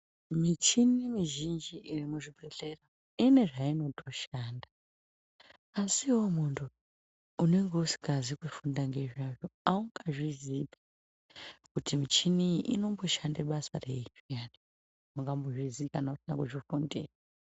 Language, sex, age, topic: Ndau, female, 25-35, health